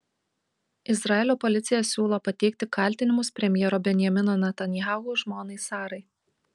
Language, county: Lithuanian, Kaunas